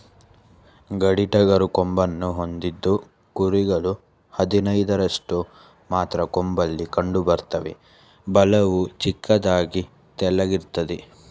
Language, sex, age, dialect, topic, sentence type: Kannada, male, 18-24, Mysore Kannada, agriculture, statement